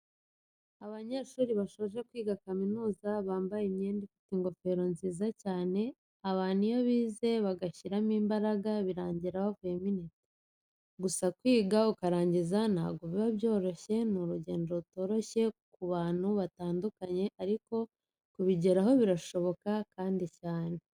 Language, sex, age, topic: Kinyarwanda, female, 25-35, education